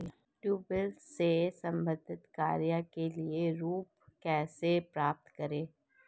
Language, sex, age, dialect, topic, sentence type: Hindi, female, 25-30, Marwari Dhudhari, banking, question